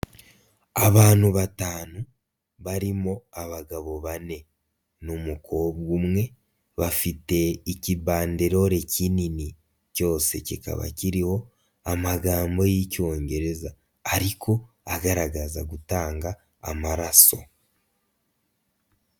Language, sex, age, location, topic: Kinyarwanda, male, 50+, Nyagatare, education